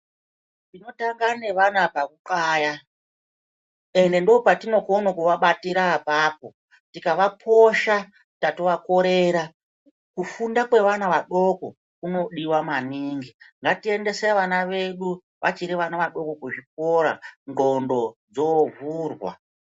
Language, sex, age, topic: Ndau, male, 36-49, education